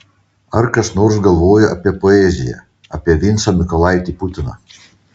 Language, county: Lithuanian, Panevėžys